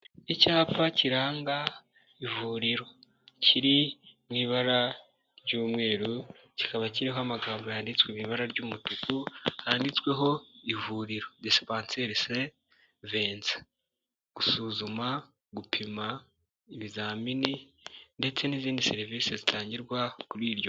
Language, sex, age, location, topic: Kinyarwanda, male, 18-24, Nyagatare, government